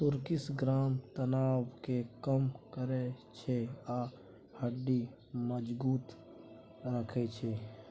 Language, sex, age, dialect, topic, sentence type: Maithili, male, 46-50, Bajjika, agriculture, statement